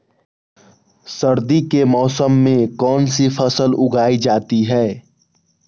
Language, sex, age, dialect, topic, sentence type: Magahi, male, 18-24, Western, agriculture, question